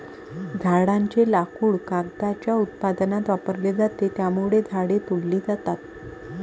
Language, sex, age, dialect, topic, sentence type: Marathi, female, 25-30, Varhadi, agriculture, statement